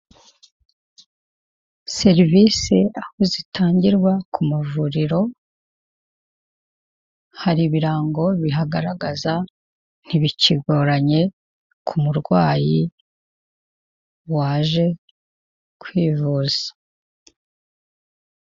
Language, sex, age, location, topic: Kinyarwanda, female, 50+, Kigali, government